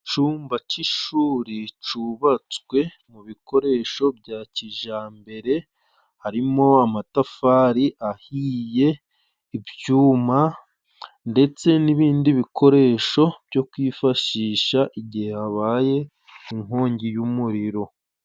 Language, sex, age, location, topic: Kinyarwanda, male, 25-35, Musanze, finance